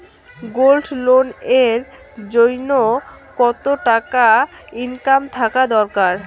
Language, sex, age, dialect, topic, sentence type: Bengali, female, 18-24, Rajbangshi, banking, question